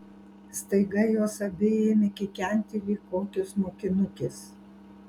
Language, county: Lithuanian, Alytus